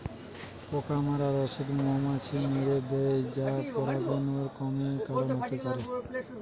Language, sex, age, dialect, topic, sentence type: Bengali, male, 18-24, Western, agriculture, statement